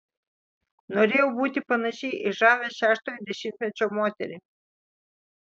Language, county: Lithuanian, Vilnius